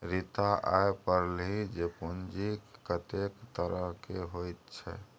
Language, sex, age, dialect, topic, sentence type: Maithili, male, 36-40, Bajjika, banking, statement